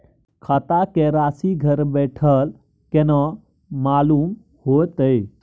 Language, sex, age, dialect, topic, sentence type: Maithili, male, 18-24, Bajjika, banking, question